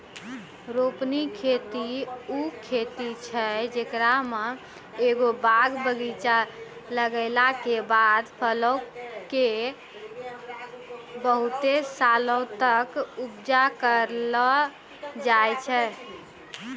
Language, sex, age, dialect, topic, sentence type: Maithili, female, 18-24, Angika, agriculture, statement